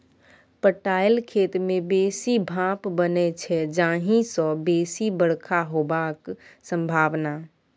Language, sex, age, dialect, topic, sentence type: Maithili, female, 25-30, Bajjika, agriculture, statement